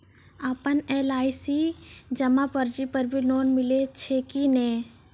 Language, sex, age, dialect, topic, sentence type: Maithili, female, 25-30, Angika, banking, question